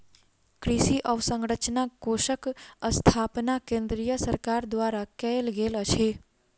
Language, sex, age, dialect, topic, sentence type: Maithili, female, 51-55, Southern/Standard, agriculture, statement